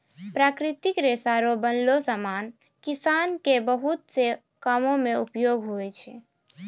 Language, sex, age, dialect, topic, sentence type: Maithili, female, 31-35, Angika, agriculture, statement